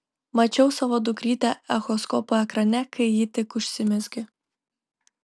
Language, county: Lithuanian, Telšiai